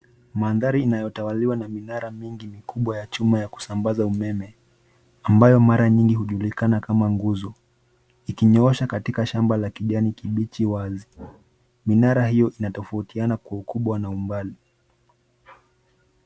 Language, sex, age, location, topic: Swahili, male, 25-35, Nairobi, government